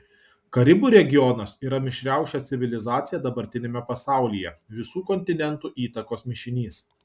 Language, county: Lithuanian, Kaunas